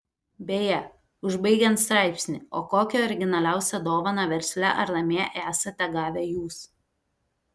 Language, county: Lithuanian, Telšiai